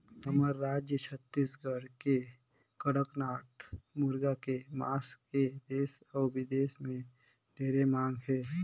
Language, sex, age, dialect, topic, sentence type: Chhattisgarhi, male, 18-24, Northern/Bhandar, agriculture, statement